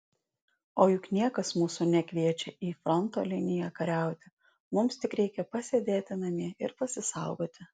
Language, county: Lithuanian, Alytus